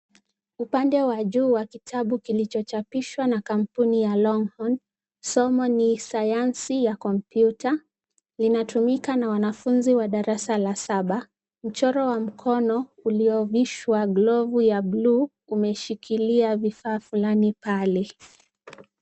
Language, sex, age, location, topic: Swahili, female, 25-35, Kisumu, education